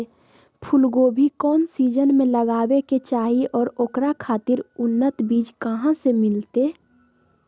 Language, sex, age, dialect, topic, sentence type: Magahi, female, 18-24, Southern, agriculture, question